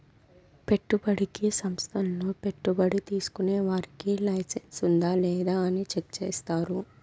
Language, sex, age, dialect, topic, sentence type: Telugu, female, 18-24, Southern, banking, statement